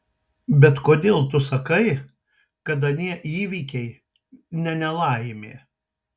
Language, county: Lithuanian, Tauragė